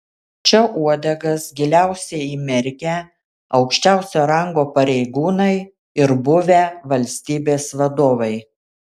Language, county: Lithuanian, Kaunas